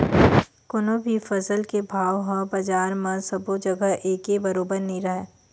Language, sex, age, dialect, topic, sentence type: Chhattisgarhi, female, 18-24, Western/Budati/Khatahi, agriculture, statement